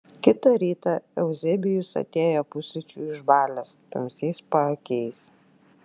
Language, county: Lithuanian, Klaipėda